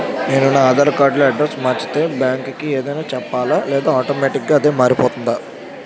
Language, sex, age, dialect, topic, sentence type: Telugu, male, 51-55, Utterandhra, banking, question